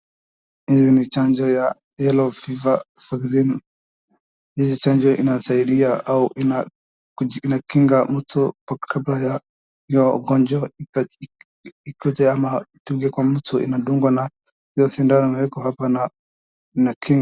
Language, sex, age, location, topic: Swahili, male, 18-24, Wajir, health